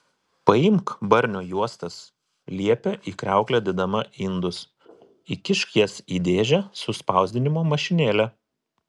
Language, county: Lithuanian, Telšiai